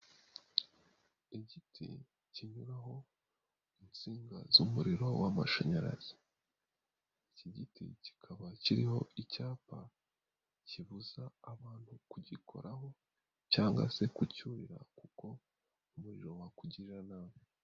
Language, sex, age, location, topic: Kinyarwanda, male, 18-24, Nyagatare, government